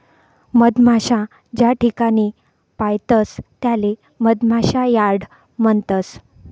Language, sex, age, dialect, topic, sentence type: Marathi, female, 60-100, Northern Konkan, agriculture, statement